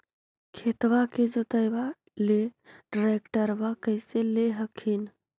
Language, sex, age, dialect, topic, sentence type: Magahi, female, 18-24, Central/Standard, agriculture, question